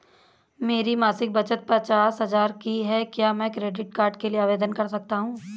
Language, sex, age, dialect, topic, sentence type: Hindi, female, 25-30, Awadhi Bundeli, banking, question